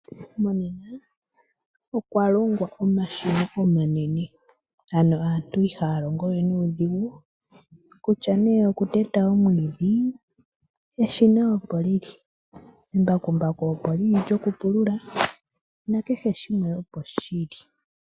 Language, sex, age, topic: Oshiwambo, male, 25-35, agriculture